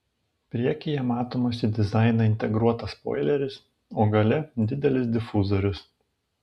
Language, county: Lithuanian, Panevėžys